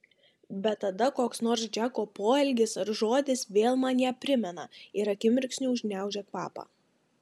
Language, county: Lithuanian, Marijampolė